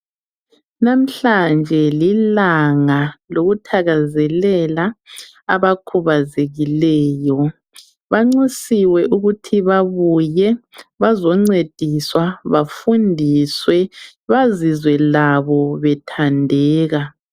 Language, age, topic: North Ndebele, 36-49, health